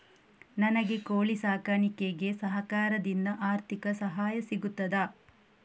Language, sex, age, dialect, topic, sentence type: Kannada, female, 18-24, Coastal/Dakshin, agriculture, question